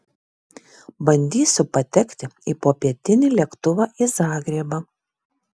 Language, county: Lithuanian, Vilnius